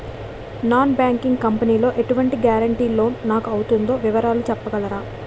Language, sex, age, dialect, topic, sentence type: Telugu, female, 18-24, Utterandhra, banking, question